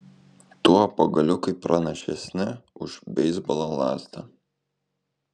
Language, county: Lithuanian, Kaunas